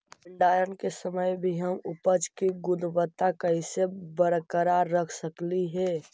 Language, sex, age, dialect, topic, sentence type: Magahi, male, 51-55, Central/Standard, agriculture, question